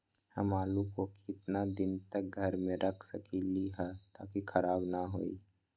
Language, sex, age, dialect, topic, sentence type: Magahi, male, 18-24, Western, agriculture, question